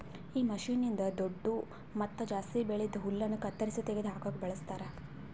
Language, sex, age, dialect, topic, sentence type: Kannada, female, 51-55, Northeastern, agriculture, statement